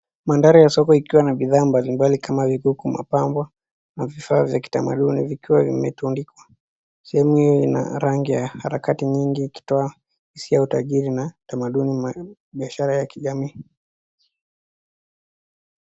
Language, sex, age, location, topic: Swahili, female, 36-49, Nakuru, finance